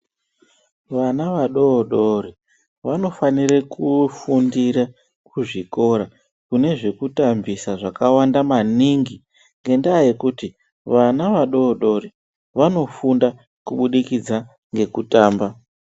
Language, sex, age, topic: Ndau, male, 36-49, health